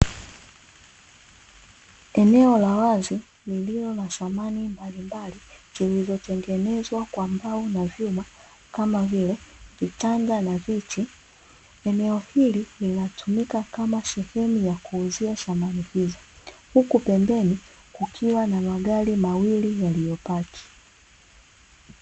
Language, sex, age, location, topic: Swahili, female, 25-35, Dar es Salaam, finance